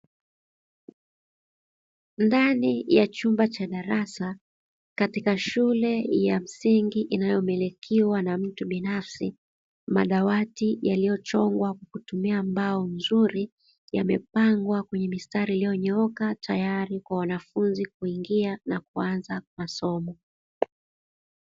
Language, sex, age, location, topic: Swahili, female, 36-49, Dar es Salaam, education